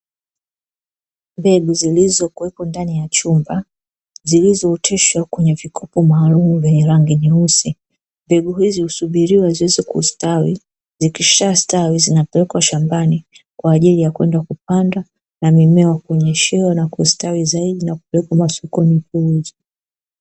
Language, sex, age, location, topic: Swahili, female, 36-49, Dar es Salaam, agriculture